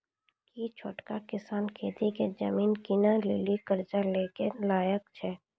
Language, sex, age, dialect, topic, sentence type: Maithili, female, 25-30, Angika, agriculture, statement